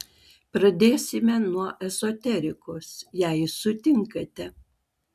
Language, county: Lithuanian, Klaipėda